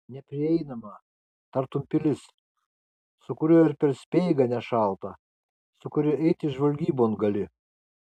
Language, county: Lithuanian, Kaunas